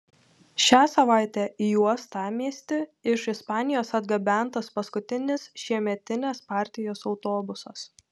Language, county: Lithuanian, Telšiai